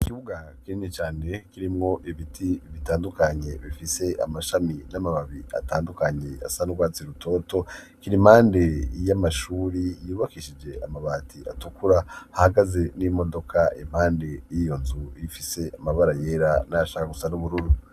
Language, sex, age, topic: Rundi, male, 25-35, education